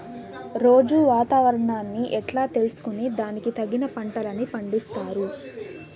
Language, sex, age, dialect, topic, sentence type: Telugu, female, 18-24, Southern, agriculture, question